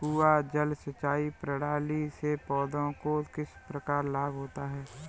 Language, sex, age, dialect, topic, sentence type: Hindi, male, 25-30, Kanauji Braj Bhasha, agriculture, question